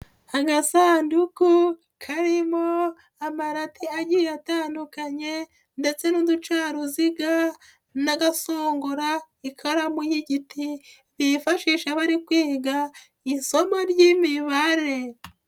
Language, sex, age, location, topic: Kinyarwanda, female, 25-35, Nyagatare, education